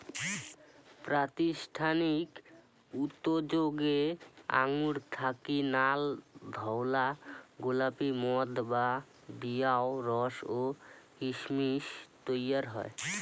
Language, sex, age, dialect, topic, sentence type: Bengali, male, <18, Rajbangshi, agriculture, statement